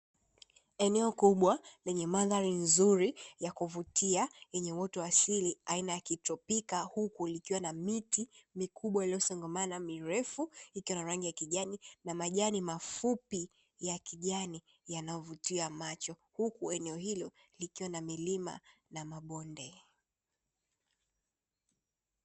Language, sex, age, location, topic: Swahili, female, 18-24, Dar es Salaam, agriculture